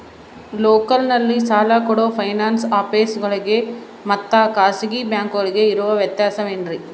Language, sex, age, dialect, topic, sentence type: Kannada, female, 31-35, Central, banking, question